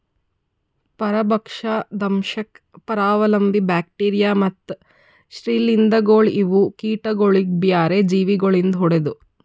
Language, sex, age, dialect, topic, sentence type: Kannada, female, 25-30, Northeastern, agriculture, statement